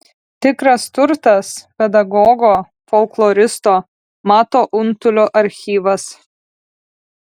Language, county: Lithuanian, Kaunas